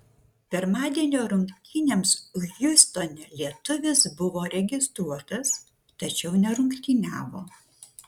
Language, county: Lithuanian, Šiauliai